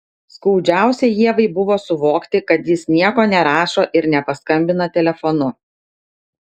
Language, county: Lithuanian, Klaipėda